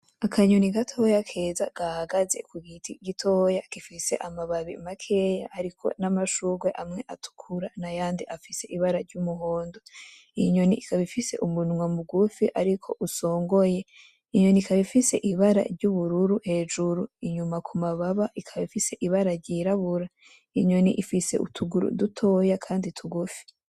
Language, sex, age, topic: Rundi, female, 18-24, agriculture